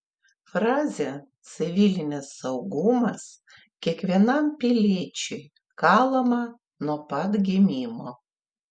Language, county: Lithuanian, Klaipėda